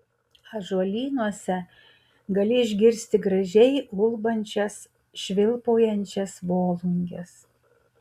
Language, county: Lithuanian, Utena